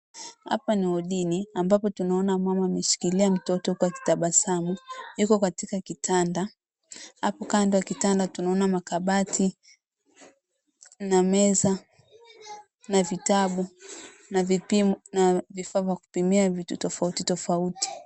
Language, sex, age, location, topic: Swahili, female, 25-35, Mombasa, health